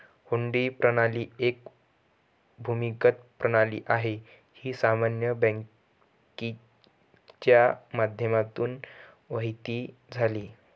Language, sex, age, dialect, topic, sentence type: Marathi, male, 18-24, Northern Konkan, banking, statement